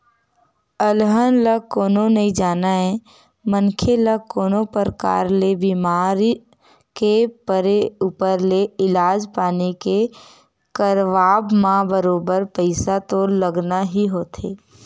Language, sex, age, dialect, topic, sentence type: Chhattisgarhi, female, 18-24, Western/Budati/Khatahi, banking, statement